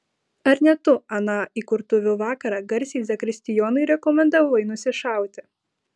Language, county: Lithuanian, Vilnius